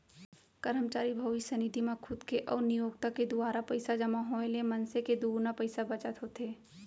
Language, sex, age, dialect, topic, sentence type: Chhattisgarhi, female, 25-30, Central, banking, statement